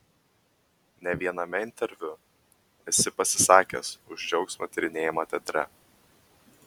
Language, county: Lithuanian, Vilnius